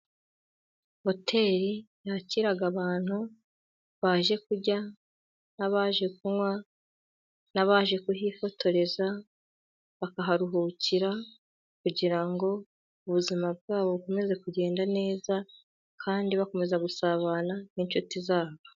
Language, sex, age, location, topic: Kinyarwanda, female, 18-24, Gakenke, finance